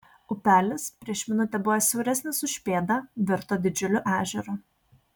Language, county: Lithuanian, Kaunas